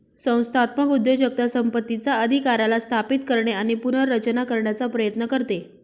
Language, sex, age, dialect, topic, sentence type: Marathi, female, 25-30, Northern Konkan, banking, statement